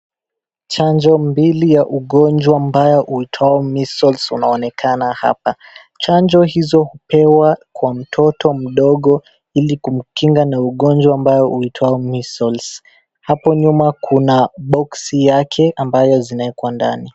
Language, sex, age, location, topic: Swahili, male, 18-24, Wajir, health